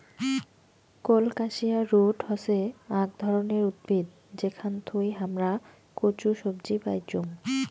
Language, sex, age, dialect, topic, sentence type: Bengali, female, 25-30, Rajbangshi, agriculture, statement